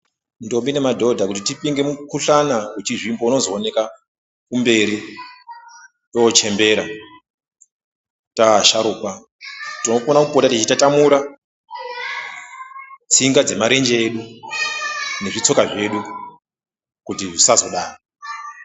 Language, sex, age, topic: Ndau, male, 36-49, health